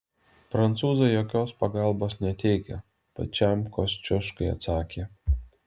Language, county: Lithuanian, Alytus